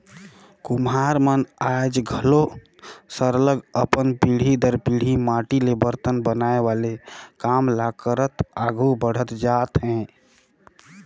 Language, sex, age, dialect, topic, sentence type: Chhattisgarhi, male, 31-35, Northern/Bhandar, banking, statement